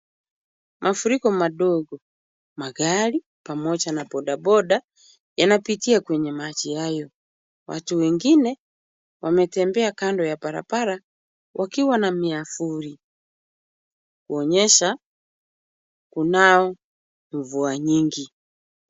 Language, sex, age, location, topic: Swahili, female, 36-49, Kisumu, health